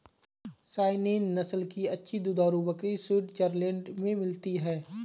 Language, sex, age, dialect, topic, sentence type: Hindi, male, 25-30, Marwari Dhudhari, agriculture, statement